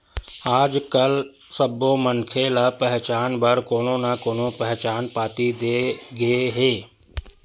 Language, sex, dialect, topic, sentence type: Chhattisgarhi, male, Western/Budati/Khatahi, banking, statement